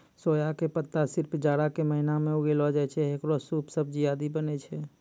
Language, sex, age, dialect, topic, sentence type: Maithili, male, 25-30, Angika, agriculture, statement